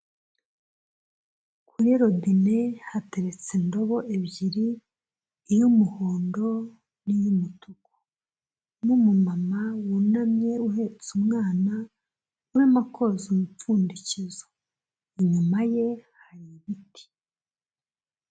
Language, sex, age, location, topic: Kinyarwanda, female, 25-35, Kigali, health